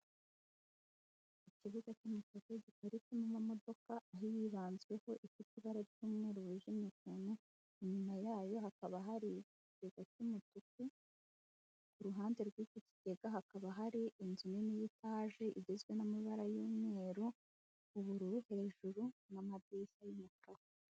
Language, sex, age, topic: Kinyarwanda, female, 18-24, finance